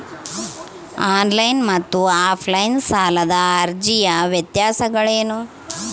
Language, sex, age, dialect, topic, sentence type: Kannada, female, 36-40, Central, banking, question